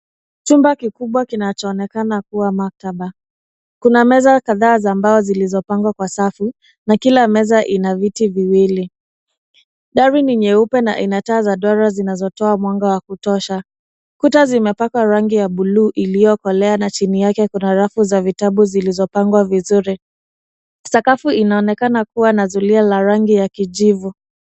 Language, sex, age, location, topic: Swahili, female, 25-35, Nairobi, education